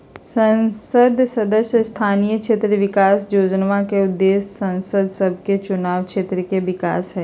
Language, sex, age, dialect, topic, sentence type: Magahi, female, 51-55, Western, banking, statement